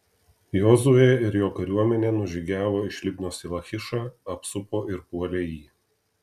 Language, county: Lithuanian, Telšiai